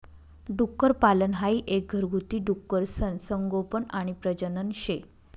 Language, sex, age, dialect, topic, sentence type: Marathi, female, 31-35, Northern Konkan, agriculture, statement